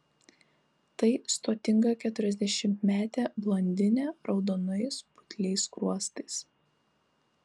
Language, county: Lithuanian, Kaunas